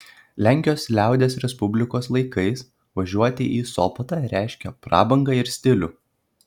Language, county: Lithuanian, Kaunas